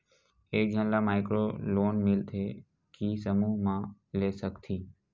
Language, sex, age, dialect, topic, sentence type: Chhattisgarhi, male, 18-24, Western/Budati/Khatahi, banking, question